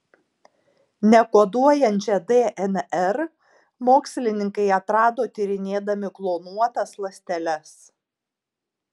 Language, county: Lithuanian, Tauragė